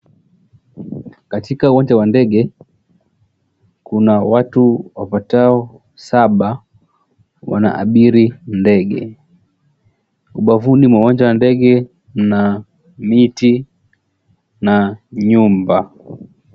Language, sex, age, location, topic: Swahili, male, 18-24, Mombasa, government